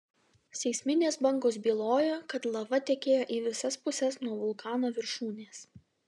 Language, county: Lithuanian, Vilnius